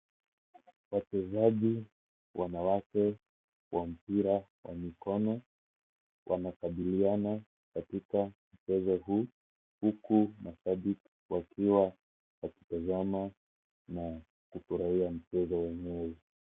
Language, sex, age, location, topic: Swahili, male, 18-24, Kisii, government